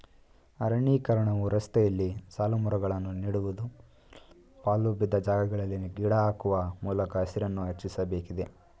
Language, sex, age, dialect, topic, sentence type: Kannada, male, 18-24, Mysore Kannada, agriculture, statement